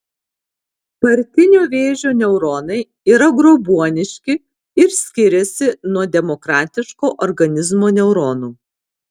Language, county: Lithuanian, Alytus